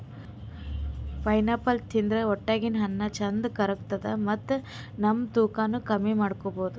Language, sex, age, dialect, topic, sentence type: Kannada, female, 18-24, Northeastern, agriculture, statement